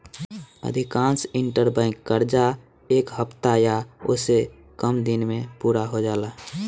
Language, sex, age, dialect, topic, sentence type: Bhojpuri, male, 18-24, Southern / Standard, banking, statement